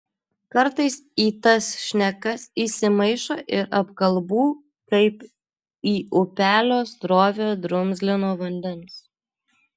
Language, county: Lithuanian, Alytus